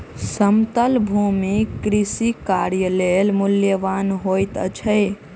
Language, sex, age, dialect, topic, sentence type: Maithili, male, 25-30, Southern/Standard, agriculture, statement